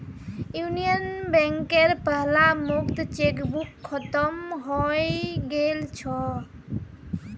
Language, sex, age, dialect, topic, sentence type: Magahi, female, 18-24, Northeastern/Surjapuri, banking, statement